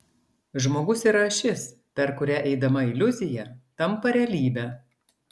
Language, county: Lithuanian, Klaipėda